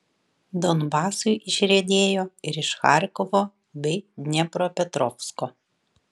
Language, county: Lithuanian, Vilnius